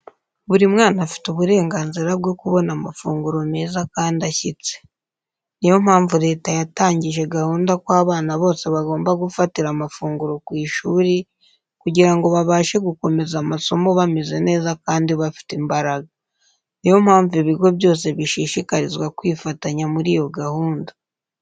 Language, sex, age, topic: Kinyarwanda, female, 18-24, education